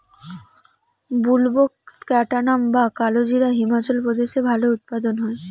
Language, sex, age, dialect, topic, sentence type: Bengali, female, 18-24, Rajbangshi, agriculture, question